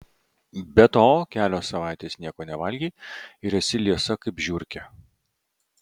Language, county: Lithuanian, Vilnius